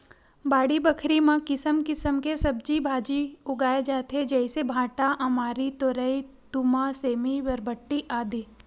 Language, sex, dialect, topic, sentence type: Chhattisgarhi, female, Western/Budati/Khatahi, agriculture, statement